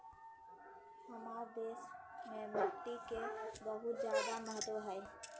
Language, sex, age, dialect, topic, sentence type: Magahi, female, 25-30, Southern, agriculture, statement